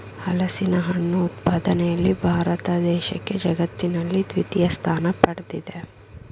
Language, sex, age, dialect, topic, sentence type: Kannada, female, 56-60, Mysore Kannada, agriculture, statement